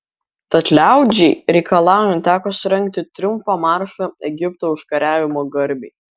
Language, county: Lithuanian, Kaunas